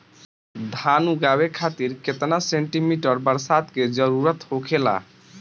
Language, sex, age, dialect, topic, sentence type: Bhojpuri, male, 60-100, Northern, agriculture, question